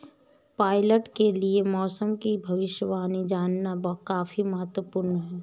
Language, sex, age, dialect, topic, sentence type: Hindi, female, 31-35, Awadhi Bundeli, agriculture, statement